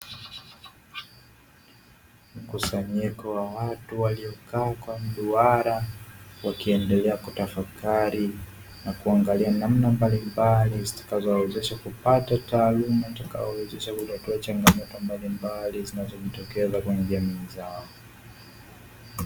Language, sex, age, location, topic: Swahili, male, 25-35, Dar es Salaam, education